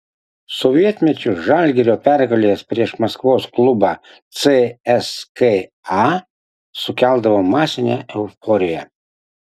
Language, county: Lithuanian, Utena